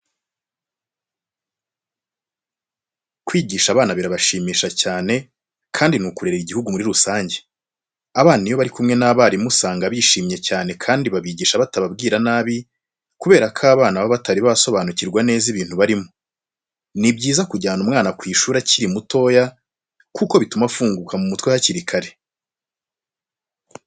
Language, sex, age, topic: Kinyarwanda, male, 25-35, education